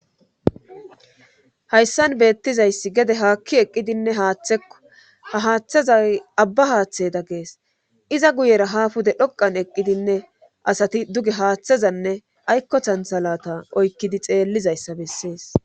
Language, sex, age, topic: Gamo, female, 25-35, government